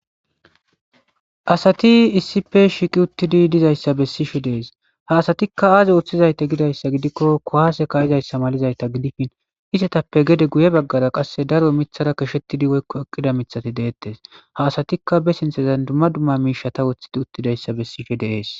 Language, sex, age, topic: Gamo, male, 18-24, government